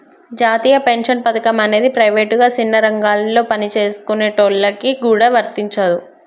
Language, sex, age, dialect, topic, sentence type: Telugu, male, 25-30, Telangana, banking, statement